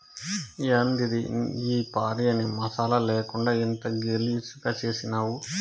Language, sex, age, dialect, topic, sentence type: Telugu, male, 31-35, Southern, agriculture, statement